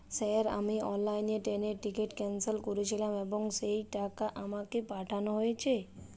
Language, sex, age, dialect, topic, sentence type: Bengali, female, 18-24, Jharkhandi, banking, question